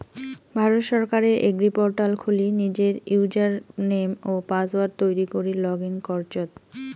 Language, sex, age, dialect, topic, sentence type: Bengali, female, 25-30, Rajbangshi, agriculture, statement